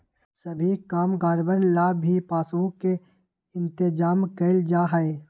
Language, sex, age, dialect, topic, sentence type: Magahi, male, 18-24, Western, banking, statement